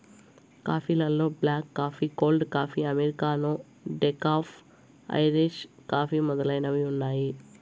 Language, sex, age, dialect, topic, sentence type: Telugu, female, 18-24, Southern, agriculture, statement